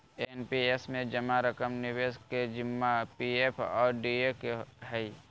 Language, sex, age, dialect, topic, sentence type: Magahi, male, 31-35, Southern, banking, statement